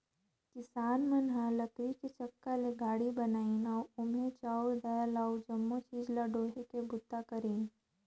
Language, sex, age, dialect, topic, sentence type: Chhattisgarhi, female, 25-30, Northern/Bhandar, agriculture, statement